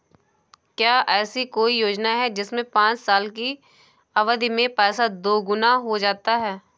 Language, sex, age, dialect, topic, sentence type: Hindi, female, 18-24, Awadhi Bundeli, banking, question